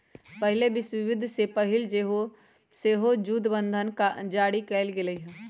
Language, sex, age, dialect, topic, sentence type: Magahi, female, 36-40, Western, banking, statement